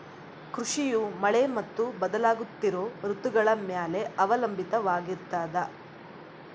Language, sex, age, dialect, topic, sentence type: Kannada, female, 18-24, Central, agriculture, statement